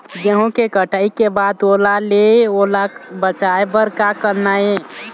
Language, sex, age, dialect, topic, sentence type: Chhattisgarhi, male, 18-24, Eastern, agriculture, question